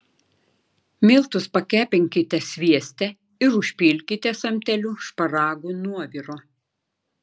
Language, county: Lithuanian, Klaipėda